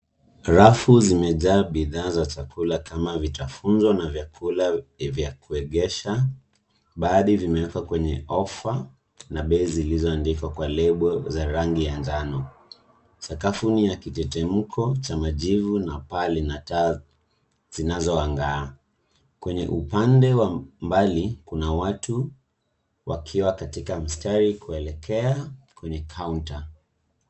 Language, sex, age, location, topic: Swahili, male, 18-24, Nairobi, finance